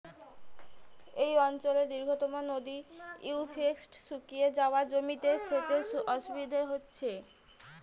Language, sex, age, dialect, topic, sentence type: Bengali, female, 25-30, Rajbangshi, agriculture, question